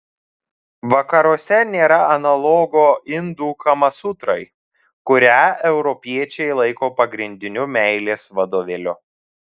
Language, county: Lithuanian, Telšiai